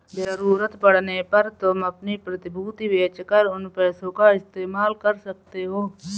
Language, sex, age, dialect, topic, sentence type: Hindi, female, 41-45, Marwari Dhudhari, banking, statement